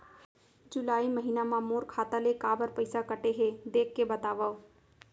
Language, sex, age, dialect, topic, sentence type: Chhattisgarhi, female, 25-30, Central, banking, question